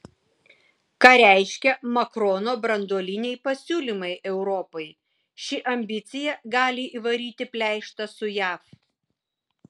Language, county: Lithuanian, Vilnius